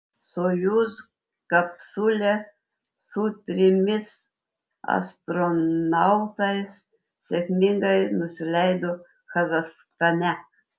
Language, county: Lithuanian, Telšiai